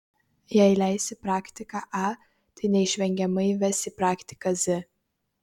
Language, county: Lithuanian, Kaunas